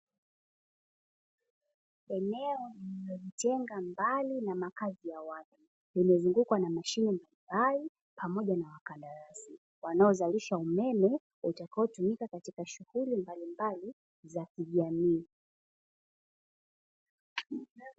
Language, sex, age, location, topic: Swahili, female, 18-24, Dar es Salaam, government